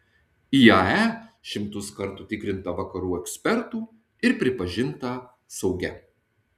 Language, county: Lithuanian, Tauragė